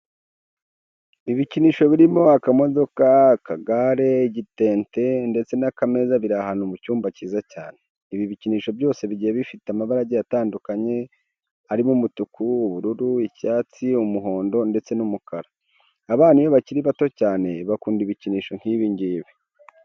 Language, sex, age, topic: Kinyarwanda, male, 25-35, education